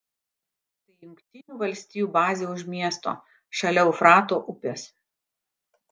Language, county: Lithuanian, Kaunas